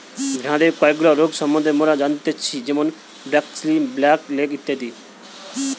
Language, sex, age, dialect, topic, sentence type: Bengali, male, 18-24, Western, agriculture, statement